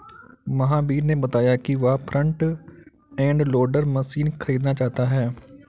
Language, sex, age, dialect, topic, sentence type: Hindi, male, 56-60, Kanauji Braj Bhasha, agriculture, statement